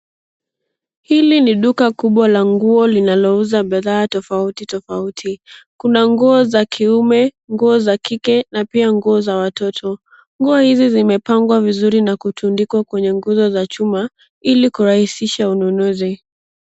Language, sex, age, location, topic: Swahili, female, 18-24, Nairobi, finance